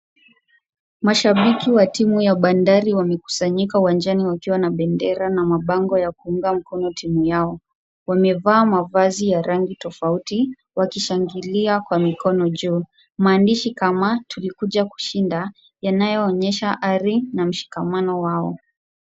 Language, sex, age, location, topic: Swahili, female, 36-49, Kisumu, government